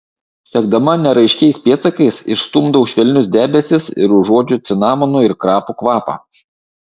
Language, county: Lithuanian, Šiauliai